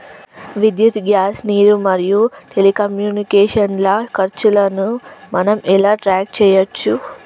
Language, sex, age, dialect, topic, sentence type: Telugu, female, 36-40, Telangana, banking, question